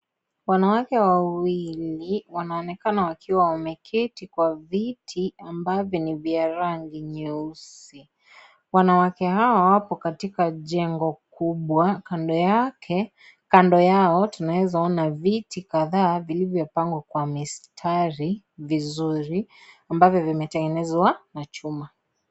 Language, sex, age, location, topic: Swahili, female, 18-24, Kisii, government